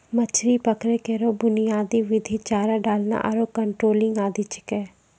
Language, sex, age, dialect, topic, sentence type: Maithili, female, 25-30, Angika, agriculture, statement